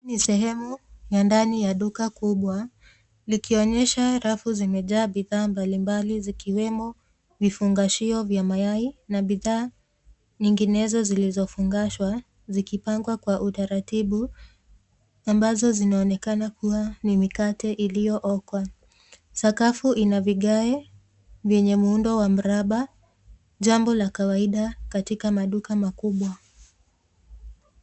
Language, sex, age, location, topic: Swahili, female, 18-24, Nairobi, finance